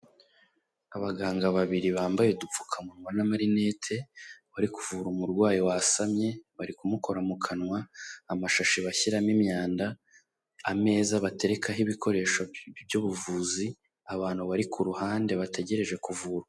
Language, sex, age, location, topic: Kinyarwanda, male, 18-24, Kigali, health